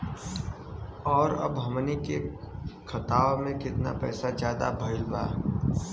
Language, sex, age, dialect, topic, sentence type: Bhojpuri, male, 18-24, Western, banking, question